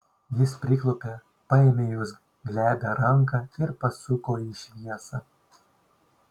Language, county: Lithuanian, Šiauliai